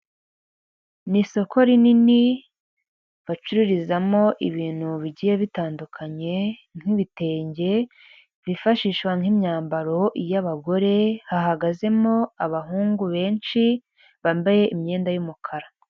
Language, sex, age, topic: Kinyarwanda, female, 18-24, finance